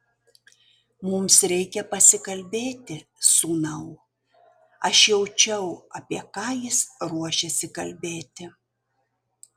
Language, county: Lithuanian, Utena